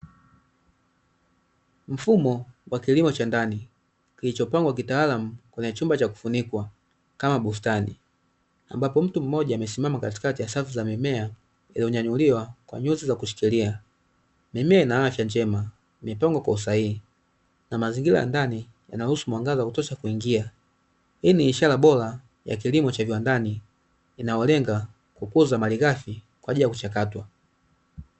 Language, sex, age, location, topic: Swahili, male, 25-35, Dar es Salaam, agriculture